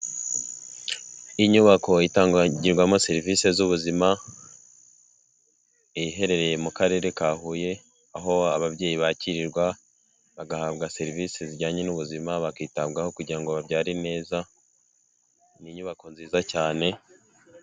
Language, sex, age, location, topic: Kinyarwanda, male, 18-24, Huye, health